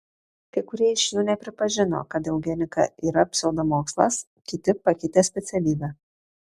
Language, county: Lithuanian, Šiauliai